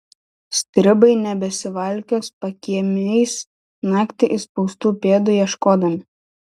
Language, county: Lithuanian, Šiauliai